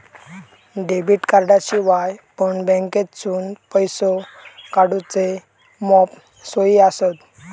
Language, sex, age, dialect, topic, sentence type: Marathi, male, 18-24, Southern Konkan, banking, statement